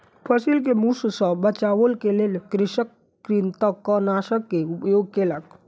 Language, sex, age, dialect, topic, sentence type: Maithili, male, 25-30, Southern/Standard, agriculture, statement